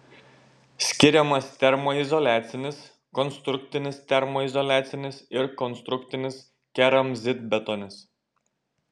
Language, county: Lithuanian, Šiauliai